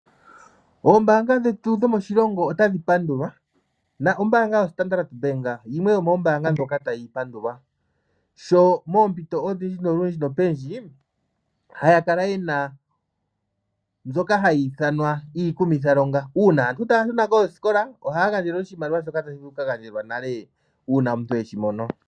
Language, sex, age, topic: Oshiwambo, male, 25-35, finance